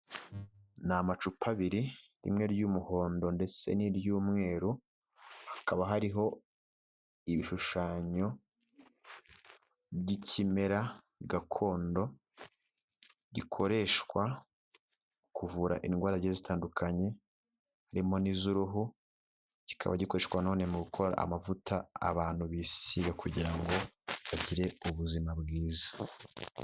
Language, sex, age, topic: Kinyarwanda, male, 18-24, health